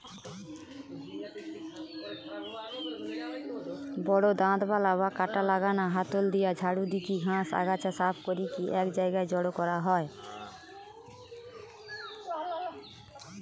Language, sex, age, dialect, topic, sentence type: Bengali, female, 25-30, Western, agriculture, statement